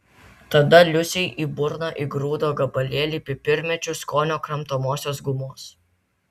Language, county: Lithuanian, Vilnius